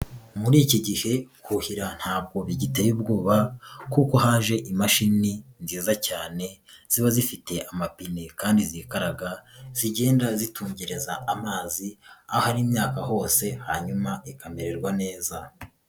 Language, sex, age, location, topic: Kinyarwanda, female, 36-49, Nyagatare, agriculture